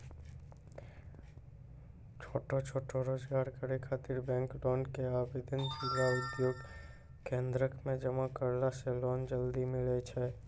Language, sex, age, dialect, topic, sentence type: Maithili, male, 25-30, Angika, banking, question